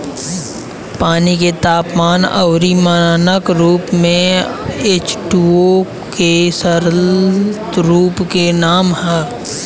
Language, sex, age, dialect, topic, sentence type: Bhojpuri, male, 18-24, Southern / Standard, agriculture, statement